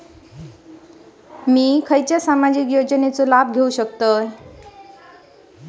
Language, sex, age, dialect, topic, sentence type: Marathi, female, 25-30, Standard Marathi, banking, question